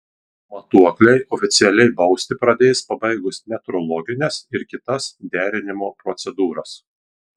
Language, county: Lithuanian, Marijampolė